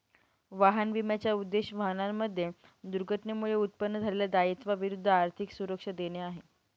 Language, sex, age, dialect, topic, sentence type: Marathi, male, 18-24, Northern Konkan, banking, statement